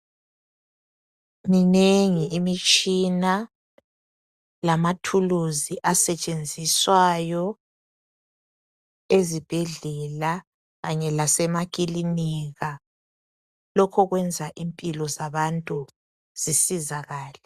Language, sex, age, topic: North Ndebele, male, 25-35, health